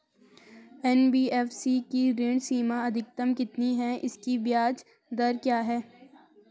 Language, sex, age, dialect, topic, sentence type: Hindi, female, 25-30, Garhwali, banking, question